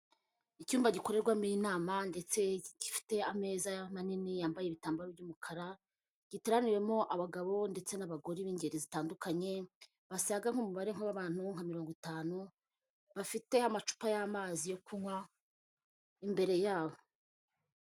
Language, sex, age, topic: Kinyarwanda, female, 25-35, government